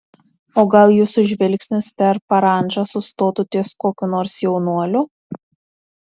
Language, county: Lithuanian, Tauragė